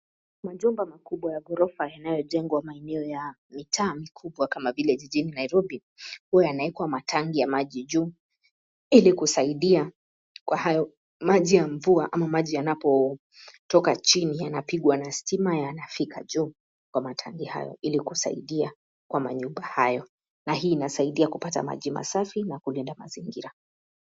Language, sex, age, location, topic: Swahili, female, 25-35, Nairobi, government